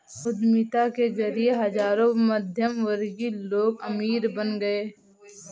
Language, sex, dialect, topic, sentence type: Hindi, female, Kanauji Braj Bhasha, banking, statement